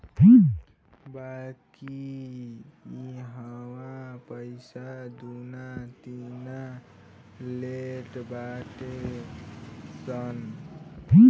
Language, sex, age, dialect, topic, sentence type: Bhojpuri, male, 18-24, Northern, agriculture, statement